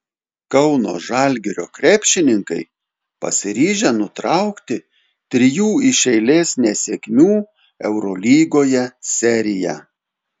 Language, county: Lithuanian, Telšiai